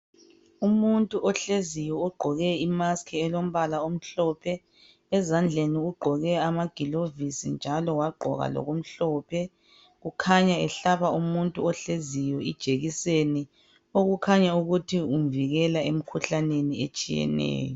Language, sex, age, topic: North Ndebele, female, 36-49, health